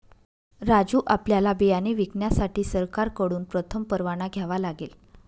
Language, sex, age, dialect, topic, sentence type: Marathi, female, 31-35, Northern Konkan, agriculture, statement